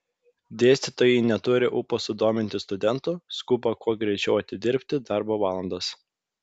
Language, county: Lithuanian, Vilnius